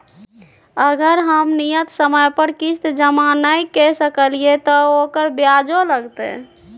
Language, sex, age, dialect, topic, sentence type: Maithili, female, 31-35, Bajjika, banking, question